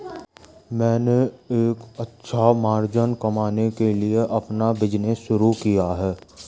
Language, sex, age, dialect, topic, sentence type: Hindi, male, 56-60, Garhwali, banking, statement